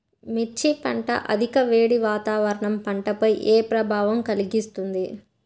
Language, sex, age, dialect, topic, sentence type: Telugu, female, 60-100, Central/Coastal, agriculture, question